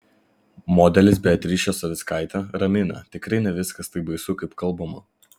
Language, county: Lithuanian, Vilnius